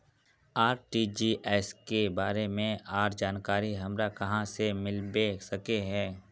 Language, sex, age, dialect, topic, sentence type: Magahi, male, 18-24, Northeastern/Surjapuri, banking, question